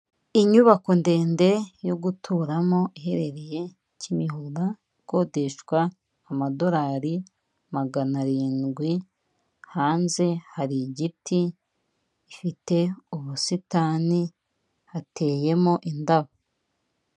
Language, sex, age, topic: Kinyarwanda, female, 36-49, finance